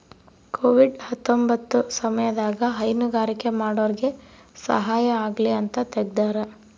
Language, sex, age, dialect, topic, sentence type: Kannada, female, 18-24, Central, agriculture, statement